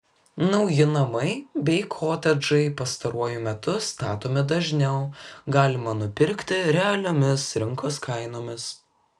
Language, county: Lithuanian, Kaunas